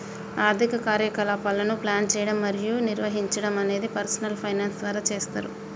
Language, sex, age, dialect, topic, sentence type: Telugu, female, 25-30, Telangana, banking, statement